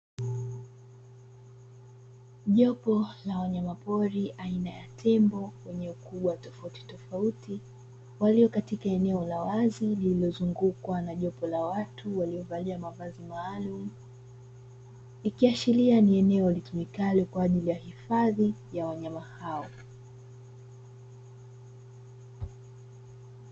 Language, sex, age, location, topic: Swahili, female, 25-35, Dar es Salaam, agriculture